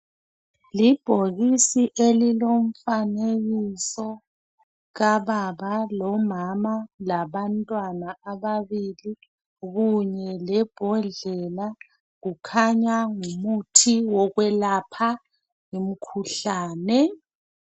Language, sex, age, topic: North Ndebele, female, 36-49, health